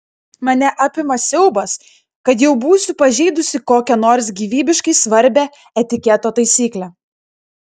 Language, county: Lithuanian, Klaipėda